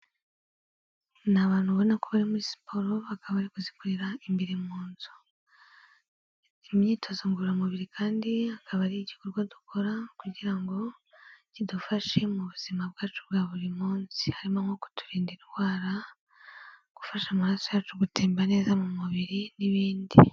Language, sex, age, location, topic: Kinyarwanda, female, 18-24, Kigali, health